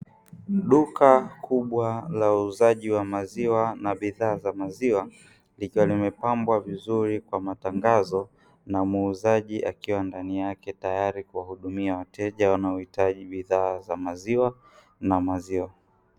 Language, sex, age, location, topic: Swahili, male, 18-24, Dar es Salaam, finance